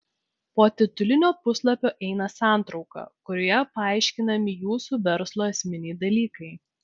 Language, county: Lithuanian, Vilnius